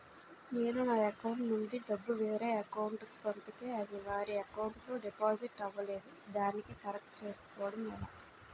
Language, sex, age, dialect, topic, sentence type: Telugu, female, 18-24, Utterandhra, banking, question